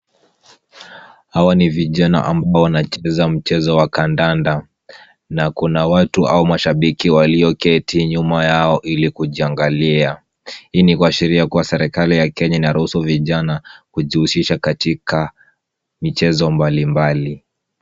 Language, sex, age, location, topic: Swahili, male, 18-24, Kisumu, government